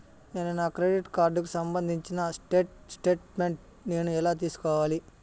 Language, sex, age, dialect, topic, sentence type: Telugu, male, 31-35, Southern, banking, question